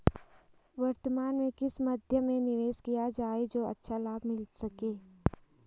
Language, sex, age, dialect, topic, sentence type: Hindi, female, 18-24, Garhwali, banking, question